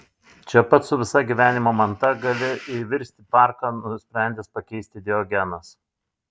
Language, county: Lithuanian, Šiauliai